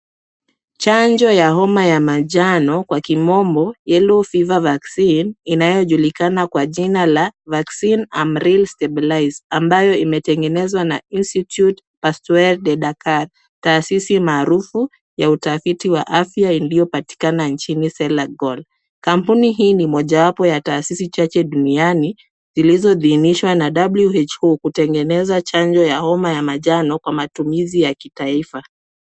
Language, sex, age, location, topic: Swahili, female, 25-35, Kisumu, health